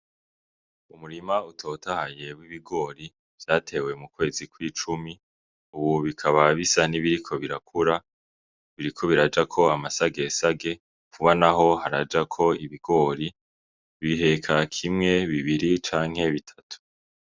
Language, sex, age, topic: Rundi, male, 18-24, agriculture